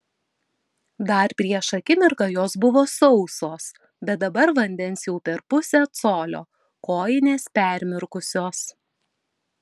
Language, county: Lithuanian, Vilnius